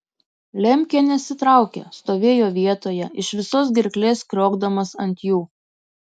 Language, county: Lithuanian, Kaunas